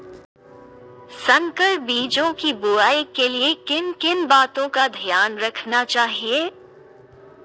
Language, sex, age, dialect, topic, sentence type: Hindi, female, 18-24, Marwari Dhudhari, agriculture, question